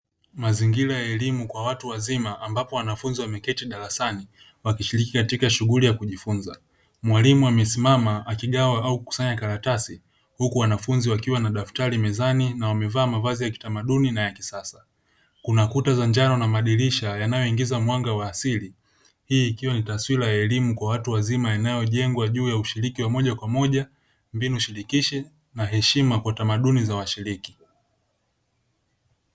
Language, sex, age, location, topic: Swahili, male, 25-35, Dar es Salaam, education